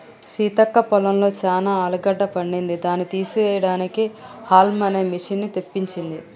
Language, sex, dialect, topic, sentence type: Telugu, female, Telangana, agriculture, statement